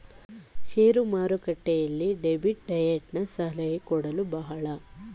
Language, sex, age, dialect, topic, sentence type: Kannada, female, 18-24, Mysore Kannada, banking, statement